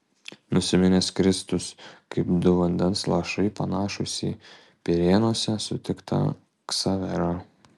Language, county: Lithuanian, Kaunas